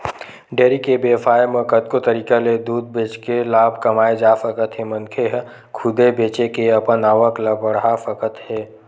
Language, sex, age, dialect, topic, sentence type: Chhattisgarhi, male, 18-24, Western/Budati/Khatahi, agriculture, statement